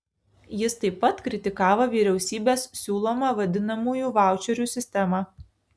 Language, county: Lithuanian, Alytus